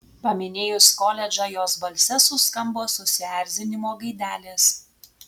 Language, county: Lithuanian, Telšiai